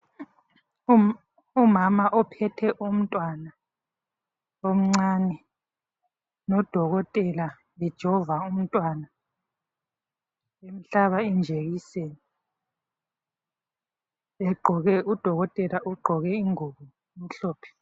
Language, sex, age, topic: North Ndebele, female, 36-49, health